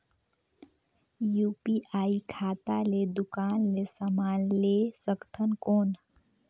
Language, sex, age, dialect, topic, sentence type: Chhattisgarhi, female, 18-24, Northern/Bhandar, banking, question